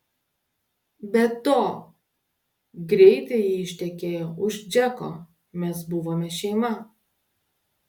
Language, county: Lithuanian, Klaipėda